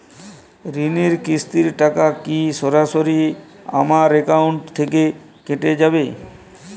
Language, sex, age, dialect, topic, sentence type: Bengali, female, 18-24, Jharkhandi, banking, question